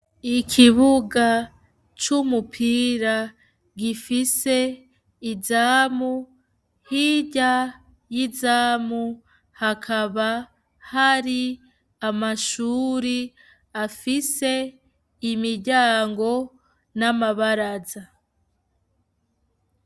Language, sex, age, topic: Rundi, female, 25-35, education